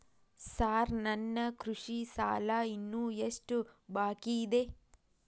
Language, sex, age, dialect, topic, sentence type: Kannada, female, 31-35, Dharwad Kannada, banking, question